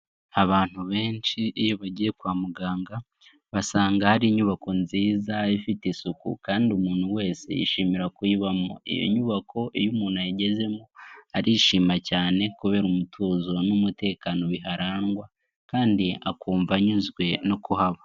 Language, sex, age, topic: Kinyarwanda, male, 18-24, health